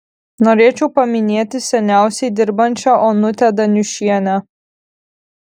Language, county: Lithuanian, Kaunas